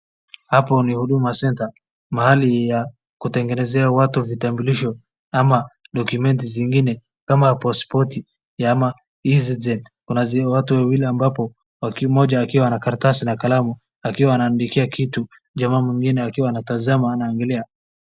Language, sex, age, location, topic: Swahili, male, 25-35, Wajir, government